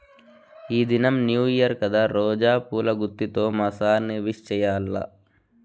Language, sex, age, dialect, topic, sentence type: Telugu, male, 25-30, Southern, agriculture, statement